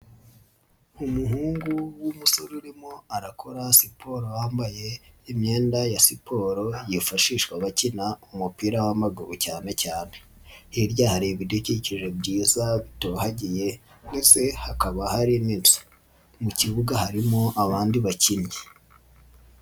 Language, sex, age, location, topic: Kinyarwanda, male, 25-35, Nyagatare, government